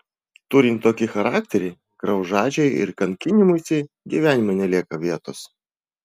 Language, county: Lithuanian, Vilnius